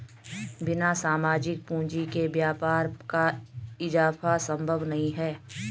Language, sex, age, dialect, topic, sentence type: Hindi, female, 36-40, Garhwali, banking, statement